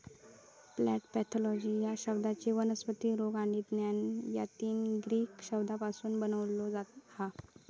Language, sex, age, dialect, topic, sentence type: Marathi, female, 18-24, Southern Konkan, agriculture, statement